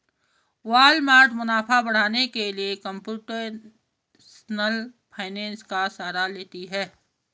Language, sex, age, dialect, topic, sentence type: Hindi, female, 56-60, Garhwali, banking, statement